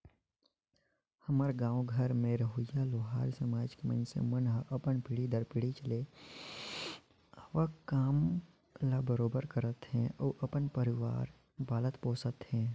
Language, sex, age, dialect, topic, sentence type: Chhattisgarhi, male, 56-60, Northern/Bhandar, banking, statement